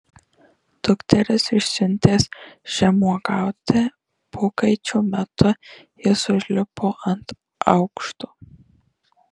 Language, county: Lithuanian, Marijampolė